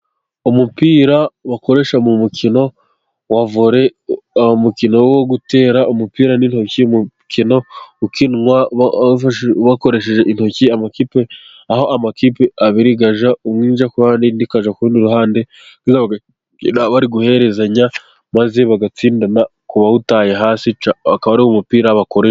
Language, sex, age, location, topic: Kinyarwanda, male, 25-35, Gakenke, government